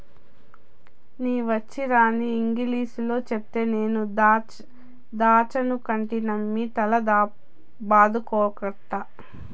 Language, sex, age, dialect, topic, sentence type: Telugu, female, 31-35, Southern, agriculture, statement